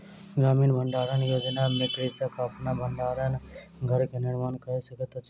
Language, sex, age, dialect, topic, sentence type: Maithili, male, 18-24, Southern/Standard, agriculture, statement